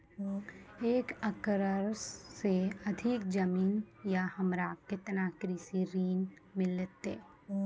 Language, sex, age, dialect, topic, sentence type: Maithili, female, 25-30, Angika, banking, question